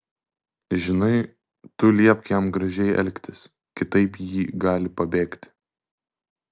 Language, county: Lithuanian, Vilnius